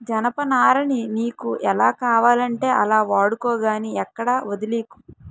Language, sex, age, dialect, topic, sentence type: Telugu, female, 25-30, Utterandhra, agriculture, statement